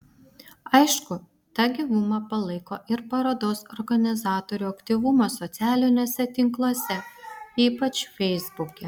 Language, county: Lithuanian, Vilnius